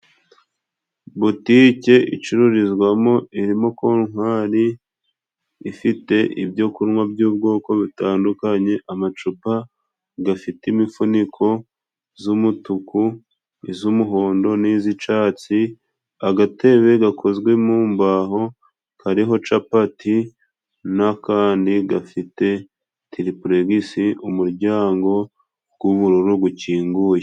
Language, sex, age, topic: Kinyarwanda, male, 25-35, finance